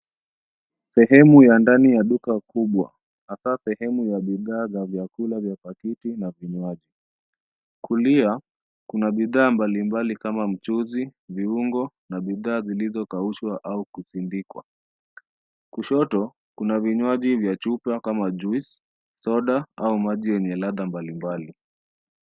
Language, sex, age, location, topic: Swahili, male, 25-35, Nairobi, finance